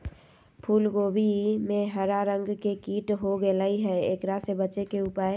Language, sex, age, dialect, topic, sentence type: Magahi, female, 60-100, Southern, agriculture, question